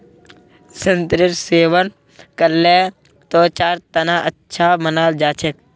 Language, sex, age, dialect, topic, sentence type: Magahi, male, 18-24, Northeastern/Surjapuri, agriculture, statement